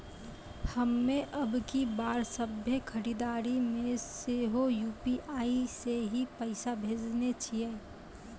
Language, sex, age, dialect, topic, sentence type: Maithili, female, 25-30, Angika, banking, statement